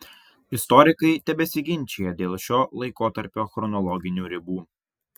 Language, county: Lithuanian, Vilnius